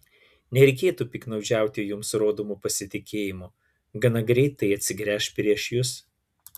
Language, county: Lithuanian, Klaipėda